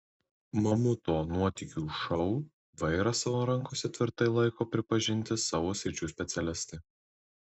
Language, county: Lithuanian, Tauragė